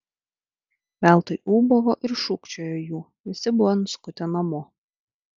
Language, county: Lithuanian, Vilnius